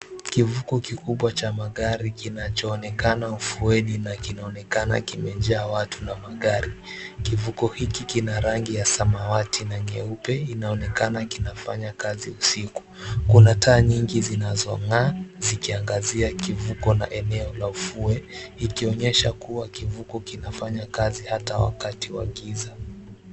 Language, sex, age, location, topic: Swahili, male, 18-24, Mombasa, government